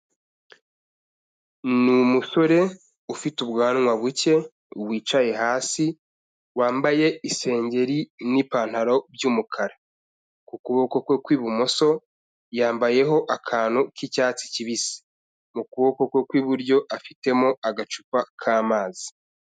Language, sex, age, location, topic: Kinyarwanda, male, 25-35, Kigali, health